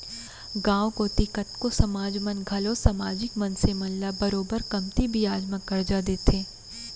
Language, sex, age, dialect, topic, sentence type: Chhattisgarhi, female, 18-24, Central, banking, statement